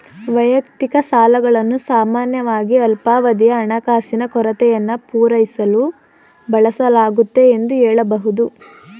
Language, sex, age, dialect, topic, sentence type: Kannada, female, 18-24, Mysore Kannada, banking, statement